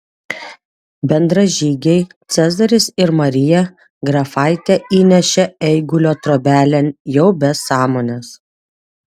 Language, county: Lithuanian, Vilnius